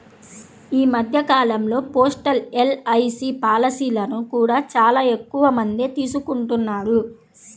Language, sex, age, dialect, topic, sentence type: Telugu, female, 31-35, Central/Coastal, banking, statement